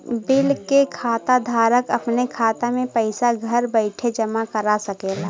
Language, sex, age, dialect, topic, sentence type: Bhojpuri, female, 18-24, Western, banking, statement